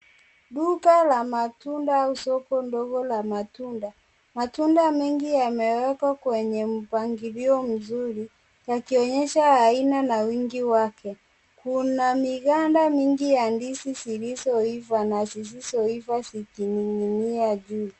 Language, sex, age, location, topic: Swahili, female, 18-24, Kisii, finance